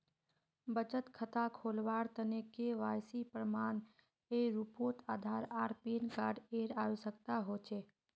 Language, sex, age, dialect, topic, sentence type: Magahi, female, 25-30, Northeastern/Surjapuri, banking, statement